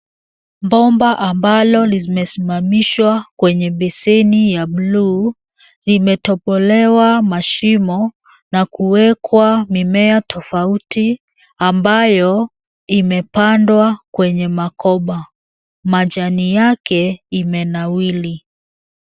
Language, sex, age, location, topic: Swahili, female, 36-49, Nairobi, agriculture